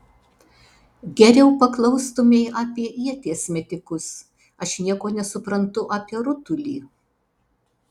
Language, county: Lithuanian, Alytus